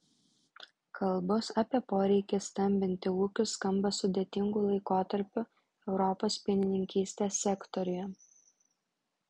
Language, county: Lithuanian, Vilnius